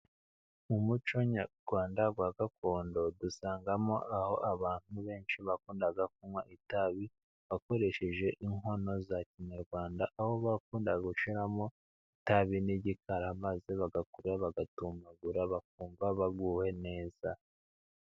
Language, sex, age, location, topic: Kinyarwanda, male, 36-49, Musanze, government